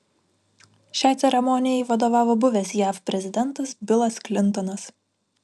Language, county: Lithuanian, Vilnius